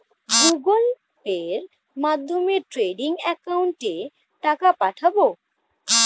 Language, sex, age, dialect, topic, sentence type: Bengali, female, 25-30, Standard Colloquial, banking, question